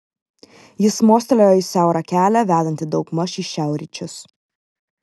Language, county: Lithuanian, Vilnius